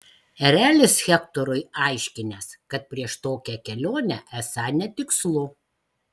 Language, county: Lithuanian, Marijampolė